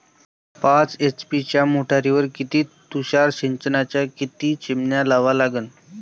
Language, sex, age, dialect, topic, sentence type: Marathi, male, 18-24, Varhadi, agriculture, question